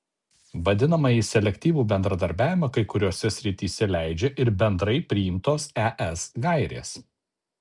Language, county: Lithuanian, Alytus